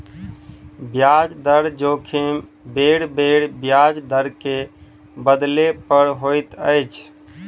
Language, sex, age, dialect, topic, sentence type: Maithili, male, 25-30, Southern/Standard, banking, statement